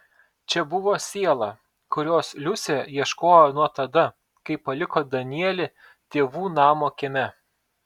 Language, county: Lithuanian, Telšiai